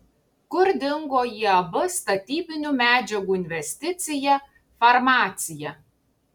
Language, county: Lithuanian, Tauragė